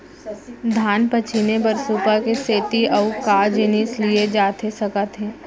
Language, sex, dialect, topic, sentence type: Chhattisgarhi, female, Central, agriculture, question